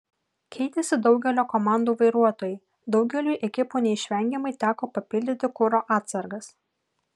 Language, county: Lithuanian, Kaunas